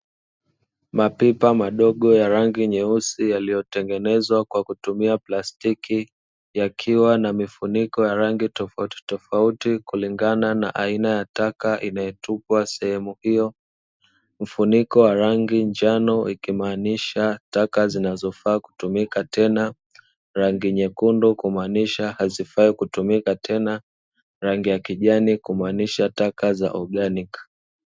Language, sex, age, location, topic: Swahili, male, 25-35, Dar es Salaam, government